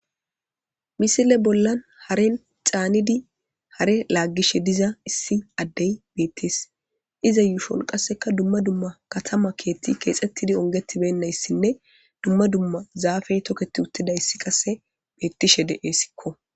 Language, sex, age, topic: Gamo, female, 25-35, government